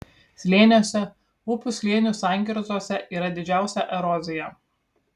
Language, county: Lithuanian, Kaunas